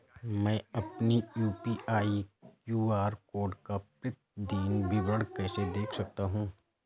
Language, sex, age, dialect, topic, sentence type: Hindi, male, 25-30, Awadhi Bundeli, banking, question